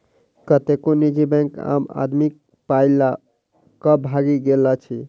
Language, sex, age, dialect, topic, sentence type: Maithili, male, 60-100, Southern/Standard, banking, statement